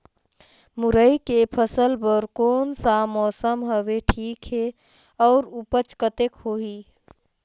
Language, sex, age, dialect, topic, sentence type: Chhattisgarhi, female, 46-50, Northern/Bhandar, agriculture, question